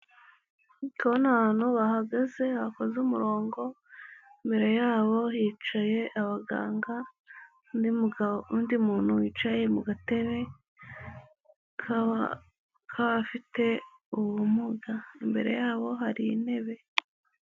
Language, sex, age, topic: Kinyarwanda, female, 18-24, health